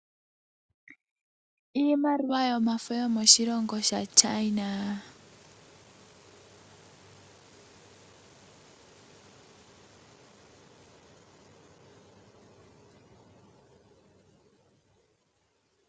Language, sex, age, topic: Oshiwambo, female, 18-24, finance